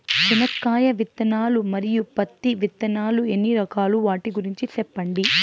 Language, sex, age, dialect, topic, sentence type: Telugu, female, 18-24, Southern, agriculture, question